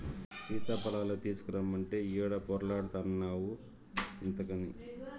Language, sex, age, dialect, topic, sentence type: Telugu, male, 41-45, Southern, agriculture, statement